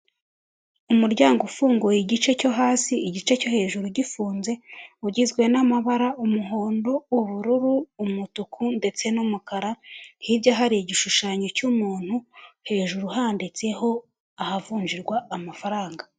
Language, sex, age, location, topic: Kinyarwanda, female, 25-35, Huye, finance